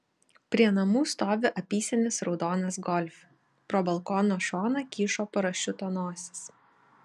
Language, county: Lithuanian, Šiauliai